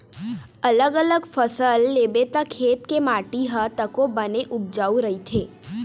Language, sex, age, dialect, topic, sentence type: Chhattisgarhi, female, 41-45, Eastern, agriculture, statement